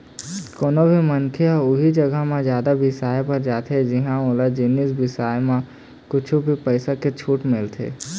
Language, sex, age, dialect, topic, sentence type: Chhattisgarhi, male, 18-24, Eastern, banking, statement